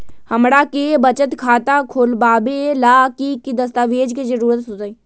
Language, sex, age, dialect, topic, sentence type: Magahi, female, 18-24, Western, banking, question